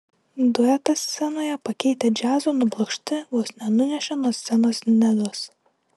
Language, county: Lithuanian, Utena